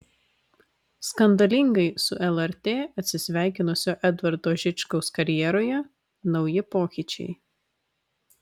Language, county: Lithuanian, Vilnius